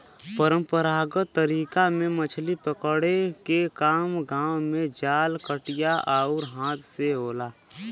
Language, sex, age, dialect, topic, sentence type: Bhojpuri, male, 18-24, Western, agriculture, statement